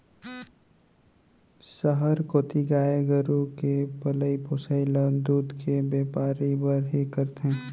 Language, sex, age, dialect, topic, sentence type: Chhattisgarhi, male, 18-24, Central, agriculture, statement